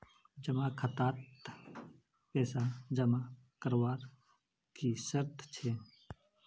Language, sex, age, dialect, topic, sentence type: Magahi, male, 31-35, Northeastern/Surjapuri, banking, question